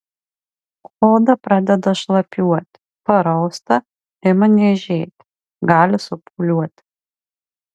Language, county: Lithuanian, Marijampolė